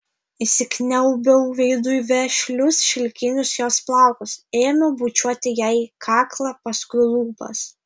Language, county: Lithuanian, Vilnius